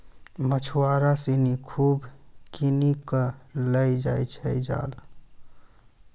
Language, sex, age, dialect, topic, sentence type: Maithili, male, 31-35, Angika, agriculture, statement